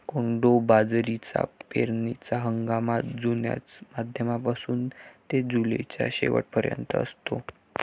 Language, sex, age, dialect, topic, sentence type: Marathi, male, 18-24, Varhadi, agriculture, statement